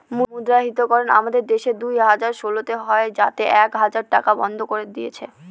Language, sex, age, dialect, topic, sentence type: Bengali, female, 31-35, Northern/Varendri, banking, statement